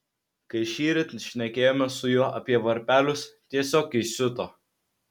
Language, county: Lithuanian, Vilnius